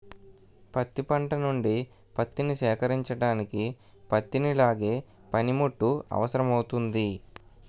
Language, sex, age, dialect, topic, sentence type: Telugu, male, 18-24, Utterandhra, agriculture, statement